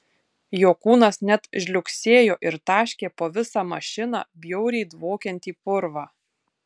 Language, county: Lithuanian, Tauragė